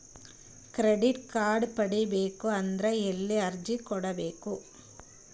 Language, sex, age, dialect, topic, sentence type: Kannada, female, 31-35, Northeastern, banking, question